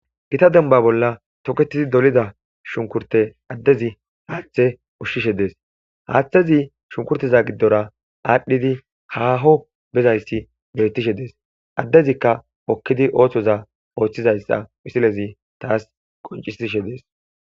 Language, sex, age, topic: Gamo, male, 25-35, agriculture